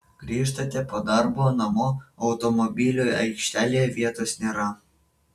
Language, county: Lithuanian, Vilnius